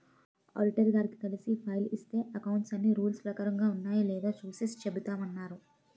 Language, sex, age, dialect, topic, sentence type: Telugu, female, 18-24, Utterandhra, banking, statement